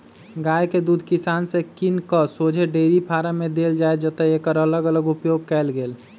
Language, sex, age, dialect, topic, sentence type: Magahi, male, 25-30, Western, agriculture, statement